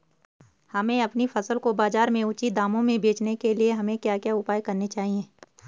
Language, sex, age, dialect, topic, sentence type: Hindi, female, 36-40, Garhwali, agriculture, question